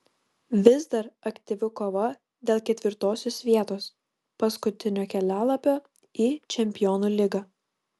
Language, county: Lithuanian, Kaunas